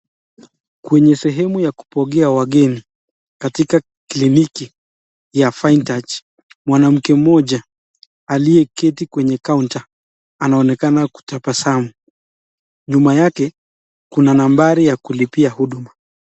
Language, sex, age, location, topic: Swahili, male, 25-35, Nakuru, health